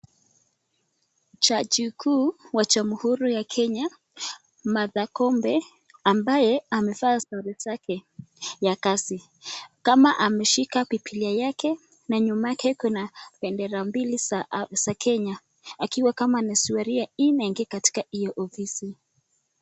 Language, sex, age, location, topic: Swahili, female, 18-24, Nakuru, government